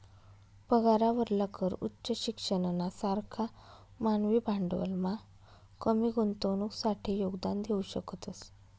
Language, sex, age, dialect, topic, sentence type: Marathi, female, 31-35, Northern Konkan, banking, statement